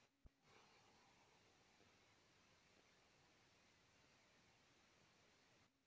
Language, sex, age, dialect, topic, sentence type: Bhojpuri, male, 18-24, Western, agriculture, statement